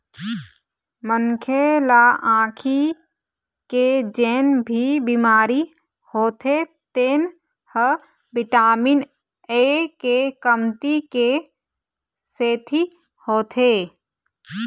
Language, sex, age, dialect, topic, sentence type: Chhattisgarhi, female, 31-35, Eastern, agriculture, statement